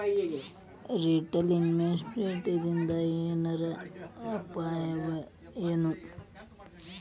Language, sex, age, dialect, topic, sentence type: Kannada, male, 18-24, Dharwad Kannada, banking, statement